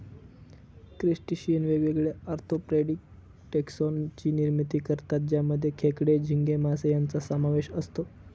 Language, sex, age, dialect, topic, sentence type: Marathi, male, 18-24, Northern Konkan, agriculture, statement